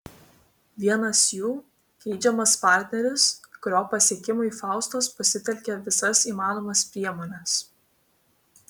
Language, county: Lithuanian, Vilnius